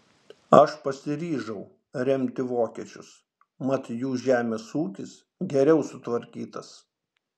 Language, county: Lithuanian, Šiauliai